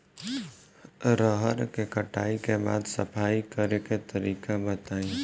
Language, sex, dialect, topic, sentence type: Bhojpuri, male, Southern / Standard, agriculture, question